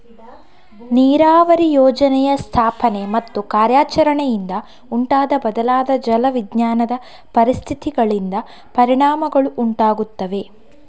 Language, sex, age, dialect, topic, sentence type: Kannada, female, 51-55, Coastal/Dakshin, agriculture, statement